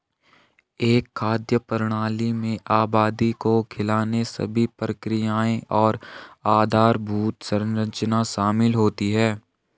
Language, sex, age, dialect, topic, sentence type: Hindi, male, 18-24, Garhwali, agriculture, statement